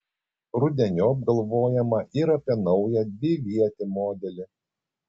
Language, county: Lithuanian, Kaunas